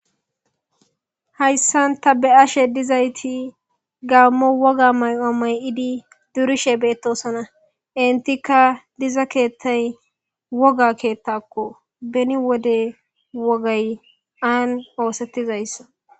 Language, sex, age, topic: Gamo, male, 18-24, government